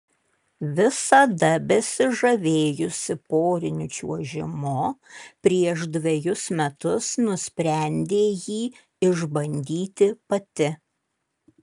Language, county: Lithuanian, Kaunas